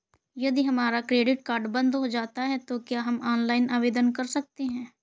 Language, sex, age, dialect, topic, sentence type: Hindi, female, 25-30, Awadhi Bundeli, banking, question